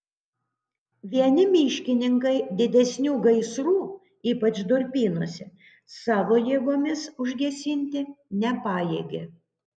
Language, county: Lithuanian, Panevėžys